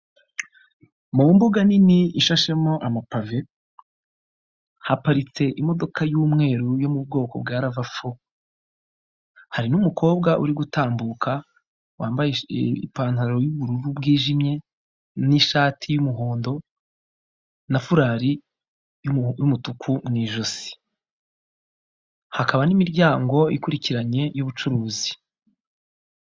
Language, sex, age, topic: Kinyarwanda, male, 36-49, finance